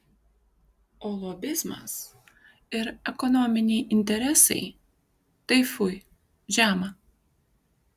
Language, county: Lithuanian, Kaunas